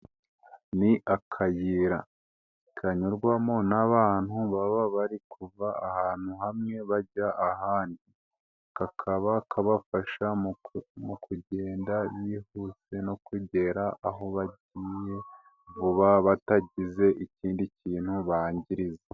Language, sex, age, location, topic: Kinyarwanda, male, 18-24, Nyagatare, government